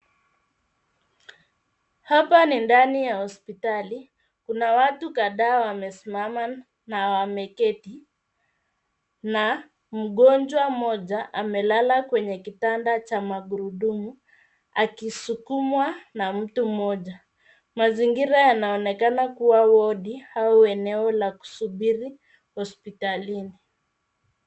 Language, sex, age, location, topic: Swahili, female, 25-35, Nairobi, health